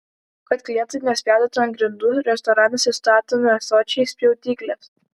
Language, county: Lithuanian, Vilnius